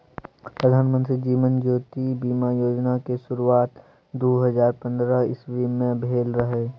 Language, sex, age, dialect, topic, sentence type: Maithili, male, 18-24, Bajjika, banking, statement